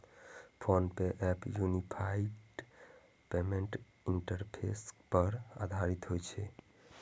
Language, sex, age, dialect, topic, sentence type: Maithili, male, 18-24, Eastern / Thethi, banking, statement